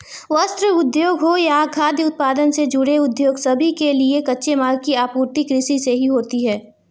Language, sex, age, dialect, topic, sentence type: Hindi, female, 18-24, Marwari Dhudhari, agriculture, statement